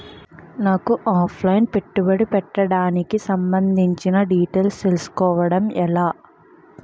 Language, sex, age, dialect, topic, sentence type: Telugu, female, 18-24, Utterandhra, banking, question